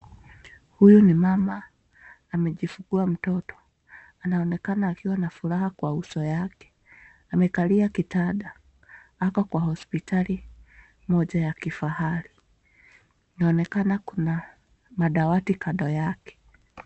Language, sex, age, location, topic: Swahili, female, 25-35, Nakuru, health